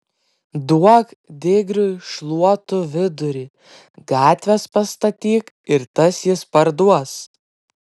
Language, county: Lithuanian, Klaipėda